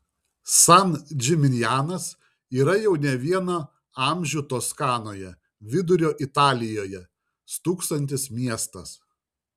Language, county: Lithuanian, Šiauliai